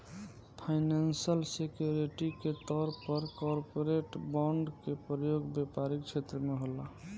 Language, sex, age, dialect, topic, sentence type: Bhojpuri, male, 18-24, Southern / Standard, banking, statement